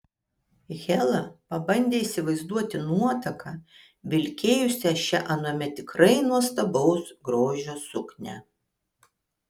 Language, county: Lithuanian, Kaunas